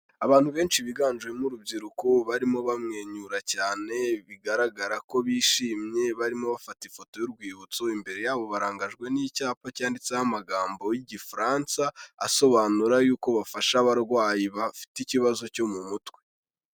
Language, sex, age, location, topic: Kinyarwanda, male, 18-24, Kigali, health